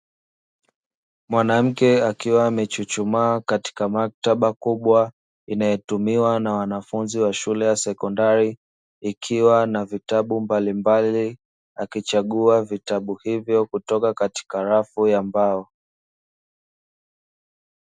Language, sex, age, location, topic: Swahili, male, 25-35, Dar es Salaam, education